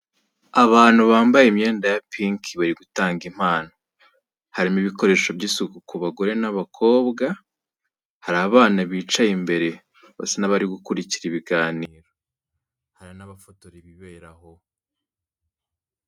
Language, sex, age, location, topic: Kinyarwanda, male, 25-35, Kigali, health